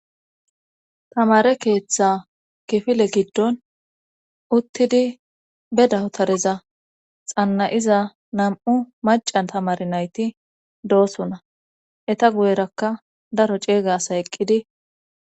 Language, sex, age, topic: Gamo, female, 25-35, government